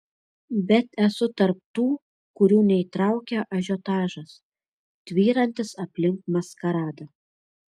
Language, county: Lithuanian, Šiauliai